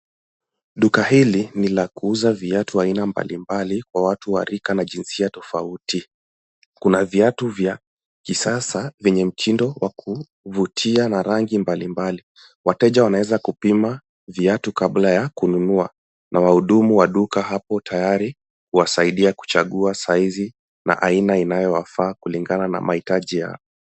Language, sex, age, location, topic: Swahili, male, 18-24, Nairobi, finance